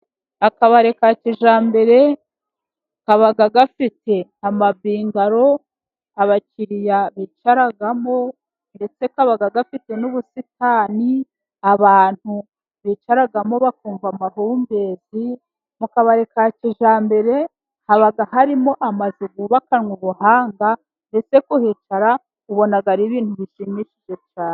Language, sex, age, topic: Kinyarwanda, female, 36-49, finance